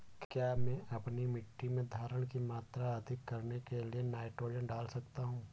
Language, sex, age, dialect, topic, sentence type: Hindi, male, 18-24, Awadhi Bundeli, agriculture, question